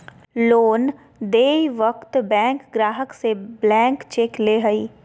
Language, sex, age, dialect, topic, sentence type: Magahi, female, 25-30, Southern, banking, statement